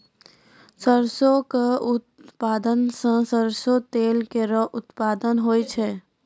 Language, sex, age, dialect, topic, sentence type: Maithili, female, 41-45, Angika, agriculture, statement